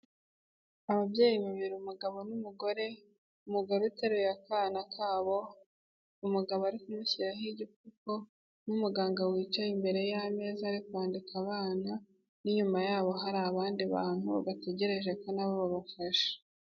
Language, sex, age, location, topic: Kinyarwanda, female, 18-24, Kigali, health